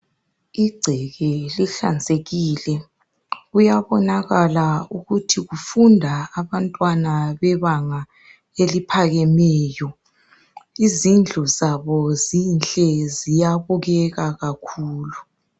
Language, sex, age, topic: North Ndebele, male, 18-24, education